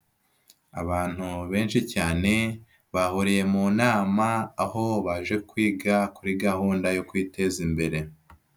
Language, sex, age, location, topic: Kinyarwanda, male, 25-35, Nyagatare, government